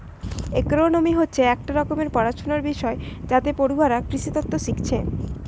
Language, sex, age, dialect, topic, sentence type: Bengali, male, 18-24, Western, agriculture, statement